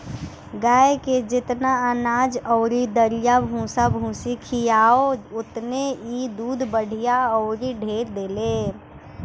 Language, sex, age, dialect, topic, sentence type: Bhojpuri, female, 18-24, Northern, agriculture, statement